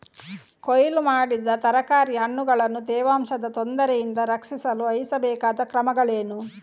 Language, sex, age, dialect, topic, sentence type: Kannada, female, 18-24, Coastal/Dakshin, agriculture, question